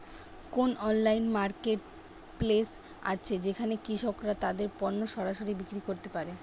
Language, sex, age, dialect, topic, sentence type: Bengali, female, 18-24, Western, agriculture, statement